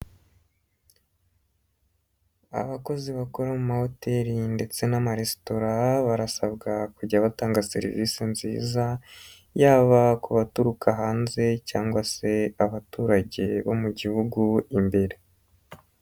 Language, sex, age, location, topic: Kinyarwanda, male, 25-35, Nyagatare, finance